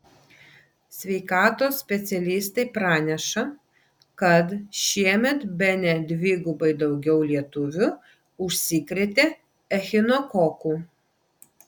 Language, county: Lithuanian, Vilnius